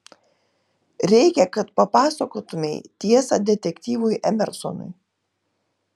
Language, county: Lithuanian, Telšiai